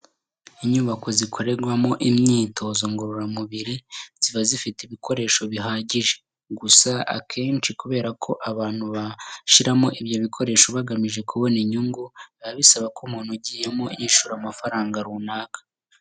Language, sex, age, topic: Kinyarwanda, male, 18-24, health